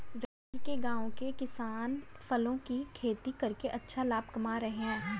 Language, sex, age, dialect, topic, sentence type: Hindi, male, 18-24, Hindustani Malvi Khadi Boli, agriculture, statement